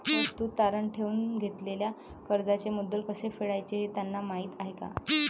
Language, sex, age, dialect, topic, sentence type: Marathi, male, 25-30, Varhadi, banking, statement